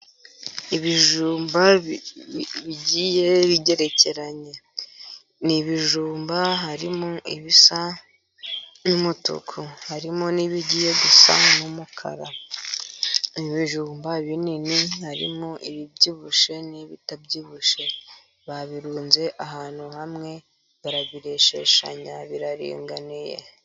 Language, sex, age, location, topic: Kinyarwanda, female, 50+, Musanze, agriculture